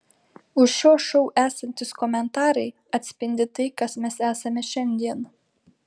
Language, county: Lithuanian, Panevėžys